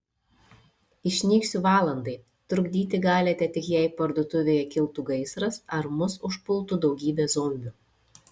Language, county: Lithuanian, Šiauliai